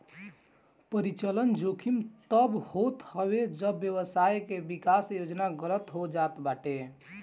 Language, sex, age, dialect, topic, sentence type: Bhojpuri, male, 18-24, Northern, banking, statement